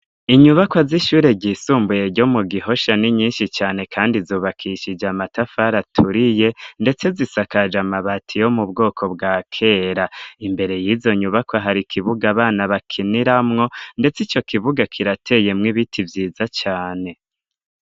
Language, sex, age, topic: Rundi, male, 25-35, education